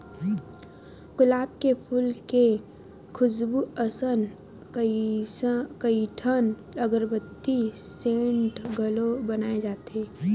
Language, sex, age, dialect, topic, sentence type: Chhattisgarhi, female, 18-24, Western/Budati/Khatahi, agriculture, statement